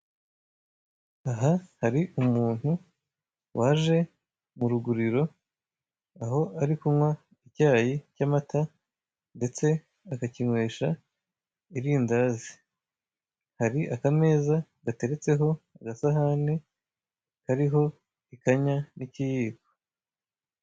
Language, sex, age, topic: Kinyarwanda, male, 25-35, finance